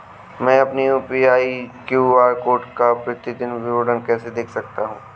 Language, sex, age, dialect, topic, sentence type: Hindi, male, 18-24, Awadhi Bundeli, banking, question